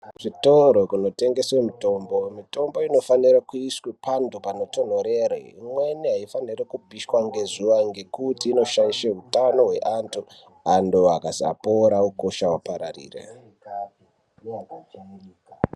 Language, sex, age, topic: Ndau, male, 18-24, health